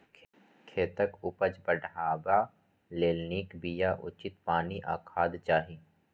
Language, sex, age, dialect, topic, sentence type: Maithili, male, 25-30, Eastern / Thethi, agriculture, statement